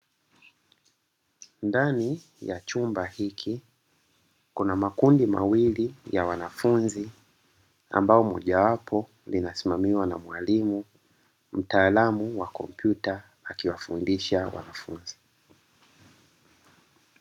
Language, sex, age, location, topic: Swahili, male, 36-49, Dar es Salaam, education